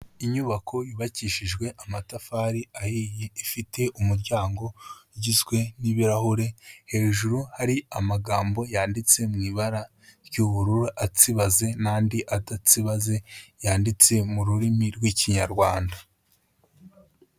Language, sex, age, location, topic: Kinyarwanda, male, 25-35, Kigali, health